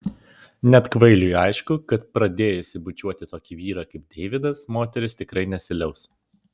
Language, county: Lithuanian, Vilnius